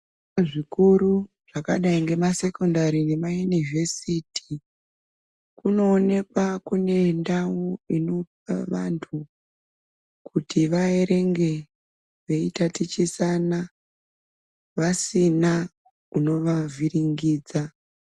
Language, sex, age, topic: Ndau, female, 36-49, education